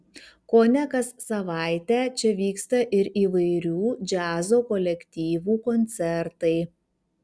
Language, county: Lithuanian, Kaunas